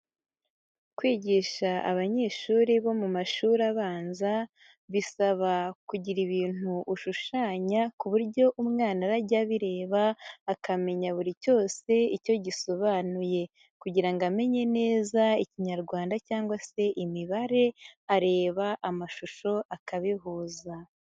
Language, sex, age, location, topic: Kinyarwanda, female, 18-24, Nyagatare, education